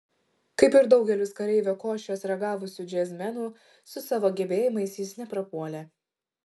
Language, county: Lithuanian, Šiauliai